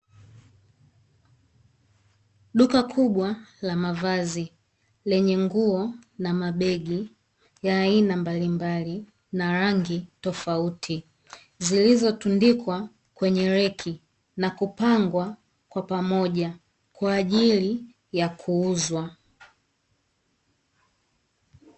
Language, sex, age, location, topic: Swahili, female, 18-24, Dar es Salaam, finance